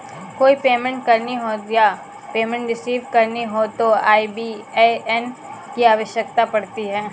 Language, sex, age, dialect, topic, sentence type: Hindi, female, 18-24, Kanauji Braj Bhasha, banking, statement